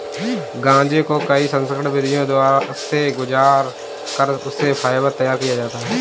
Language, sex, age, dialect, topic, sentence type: Hindi, male, 18-24, Kanauji Braj Bhasha, agriculture, statement